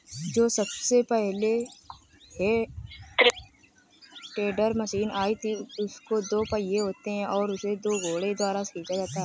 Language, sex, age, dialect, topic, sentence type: Hindi, female, 18-24, Marwari Dhudhari, agriculture, statement